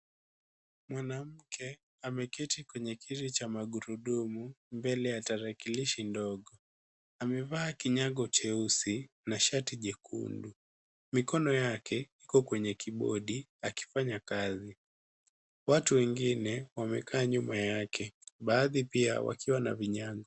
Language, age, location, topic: Swahili, 18-24, Nairobi, education